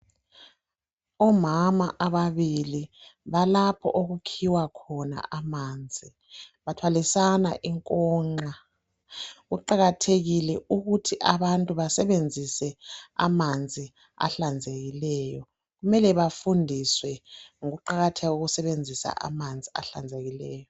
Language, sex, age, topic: North Ndebele, male, 50+, health